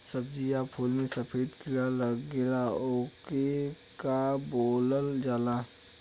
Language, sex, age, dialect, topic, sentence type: Bhojpuri, male, 25-30, Western, agriculture, question